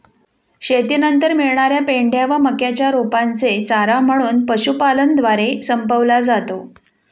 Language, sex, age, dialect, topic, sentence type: Marathi, female, 41-45, Standard Marathi, agriculture, statement